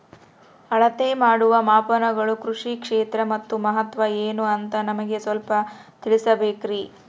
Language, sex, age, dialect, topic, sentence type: Kannada, female, 36-40, Central, agriculture, question